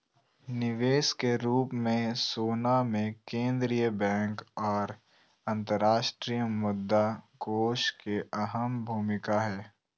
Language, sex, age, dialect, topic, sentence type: Magahi, male, 18-24, Southern, banking, statement